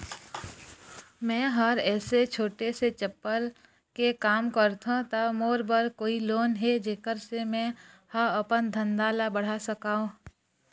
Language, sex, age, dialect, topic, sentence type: Chhattisgarhi, female, 25-30, Eastern, banking, question